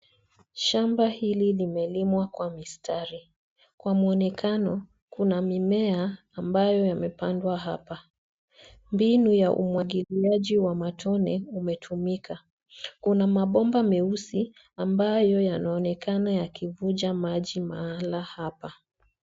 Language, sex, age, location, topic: Swahili, female, 25-35, Nairobi, agriculture